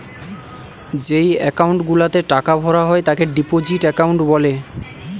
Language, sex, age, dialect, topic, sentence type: Bengali, male, 18-24, Western, banking, statement